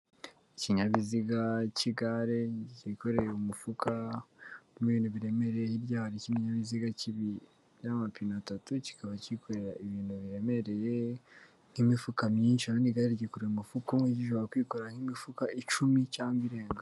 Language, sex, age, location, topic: Kinyarwanda, female, 18-24, Kigali, government